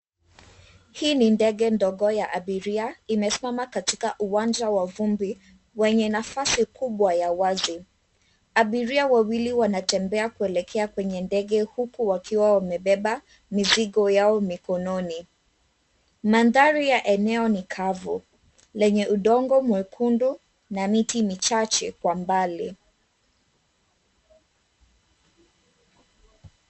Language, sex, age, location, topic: Swahili, female, 18-24, Mombasa, government